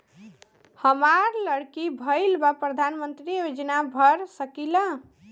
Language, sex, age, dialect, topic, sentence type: Bhojpuri, female, 18-24, Western, banking, question